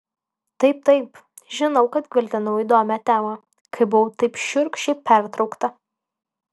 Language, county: Lithuanian, Alytus